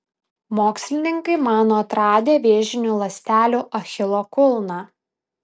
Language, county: Lithuanian, Vilnius